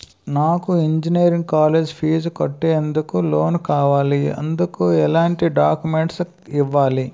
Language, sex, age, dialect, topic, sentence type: Telugu, male, 18-24, Utterandhra, banking, question